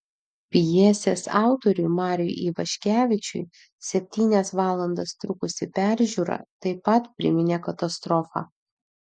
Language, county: Lithuanian, Vilnius